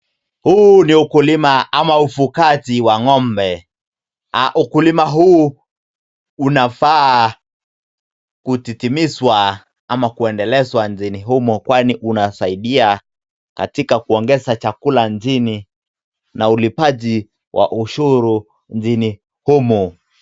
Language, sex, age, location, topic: Swahili, male, 18-24, Nakuru, agriculture